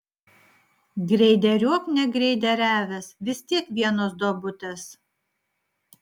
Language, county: Lithuanian, Vilnius